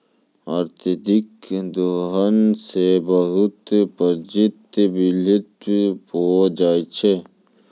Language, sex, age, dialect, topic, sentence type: Maithili, male, 25-30, Angika, agriculture, statement